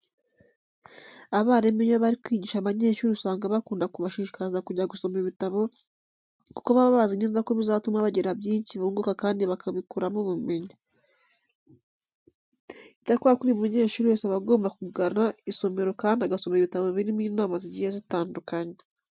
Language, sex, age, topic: Kinyarwanda, female, 18-24, education